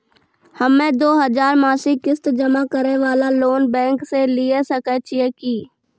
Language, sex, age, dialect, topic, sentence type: Maithili, female, 36-40, Angika, banking, question